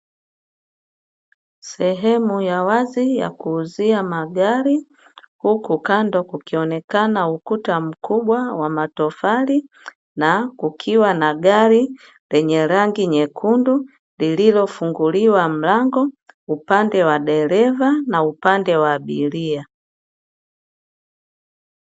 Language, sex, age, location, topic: Swahili, female, 50+, Dar es Salaam, finance